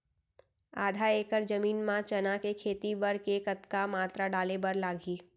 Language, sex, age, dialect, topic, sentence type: Chhattisgarhi, female, 18-24, Central, agriculture, question